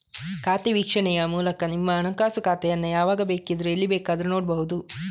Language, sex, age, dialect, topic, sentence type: Kannada, male, 31-35, Coastal/Dakshin, banking, statement